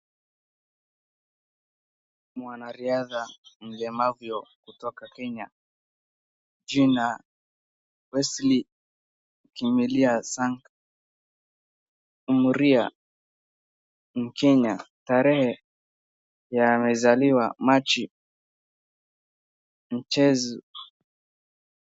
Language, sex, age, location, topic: Swahili, male, 36-49, Wajir, education